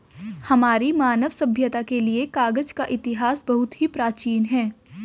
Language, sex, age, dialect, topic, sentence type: Hindi, female, 18-24, Hindustani Malvi Khadi Boli, agriculture, statement